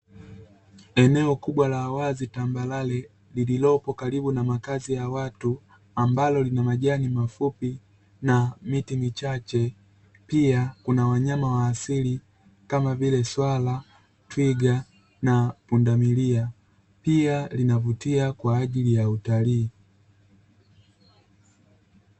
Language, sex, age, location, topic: Swahili, male, 36-49, Dar es Salaam, agriculture